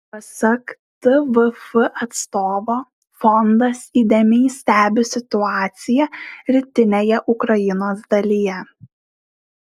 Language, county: Lithuanian, Šiauliai